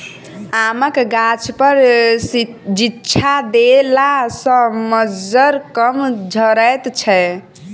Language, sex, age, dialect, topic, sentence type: Maithili, female, 18-24, Southern/Standard, agriculture, statement